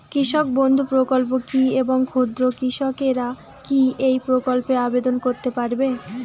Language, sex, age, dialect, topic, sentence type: Bengali, female, 18-24, Rajbangshi, agriculture, question